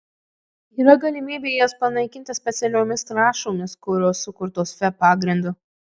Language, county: Lithuanian, Marijampolė